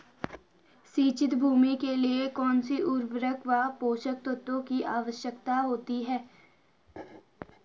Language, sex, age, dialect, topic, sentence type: Hindi, female, 18-24, Garhwali, agriculture, question